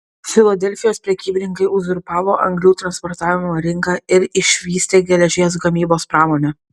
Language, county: Lithuanian, Kaunas